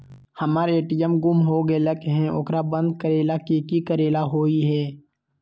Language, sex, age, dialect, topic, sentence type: Magahi, male, 18-24, Western, banking, question